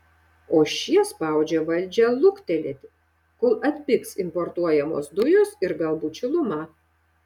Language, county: Lithuanian, Šiauliai